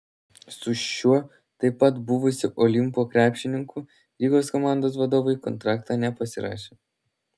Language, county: Lithuanian, Vilnius